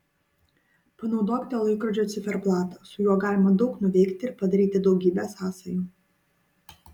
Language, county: Lithuanian, Utena